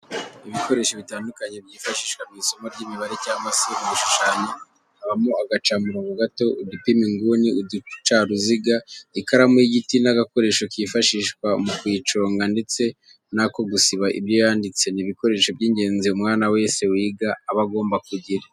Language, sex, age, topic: Kinyarwanda, male, 25-35, education